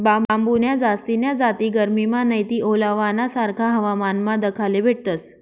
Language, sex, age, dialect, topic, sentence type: Marathi, female, 25-30, Northern Konkan, agriculture, statement